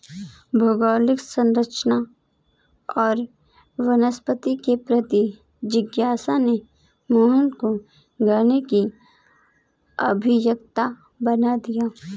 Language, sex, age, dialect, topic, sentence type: Hindi, female, 18-24, Kanauji Braj Bhasha, agriculture, statement